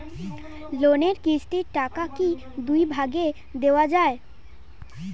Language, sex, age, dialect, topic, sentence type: Bengali, female, 18-24, Standard Colloquial, banking, question